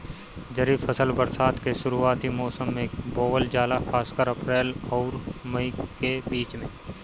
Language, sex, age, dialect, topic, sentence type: Bhojpuri, male, 25-30, Northern, agriculture, statement